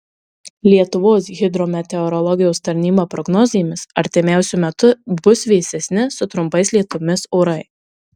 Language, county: Lithuanian, Marijampolė